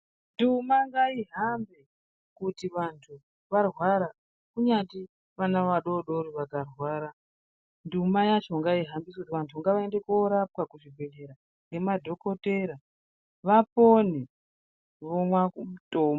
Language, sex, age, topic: Ndau, male, 36-49, health